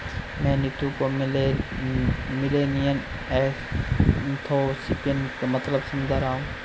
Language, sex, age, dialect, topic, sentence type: Hindi, male, 18-24, Marwari Dhudhari, banking, statement